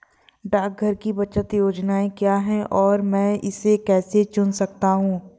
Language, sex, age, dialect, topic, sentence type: Hindi, female, 18-24, Awadhi Bundeli, banking, question